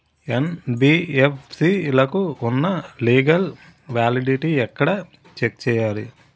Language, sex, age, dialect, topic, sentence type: Telugu, male, 36-40, Utterandhra, banking, question